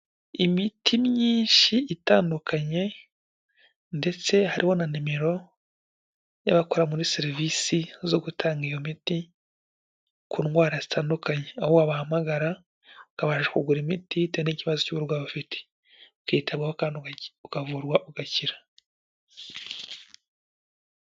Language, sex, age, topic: Kinyarwanda, male, 18-24, health